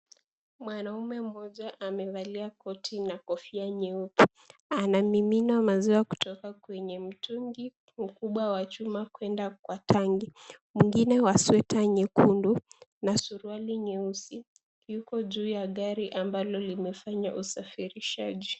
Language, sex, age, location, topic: Swahili, female, 18-24, Kisii, agriculture